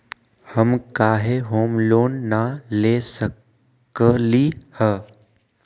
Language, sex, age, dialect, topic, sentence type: Magahi, male, 18-24, Western, banking, question